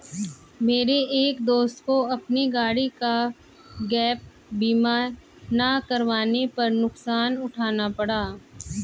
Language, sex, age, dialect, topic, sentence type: Hindi, male, 25-30, Hindustani Malvi Khadi Boli, banking, statement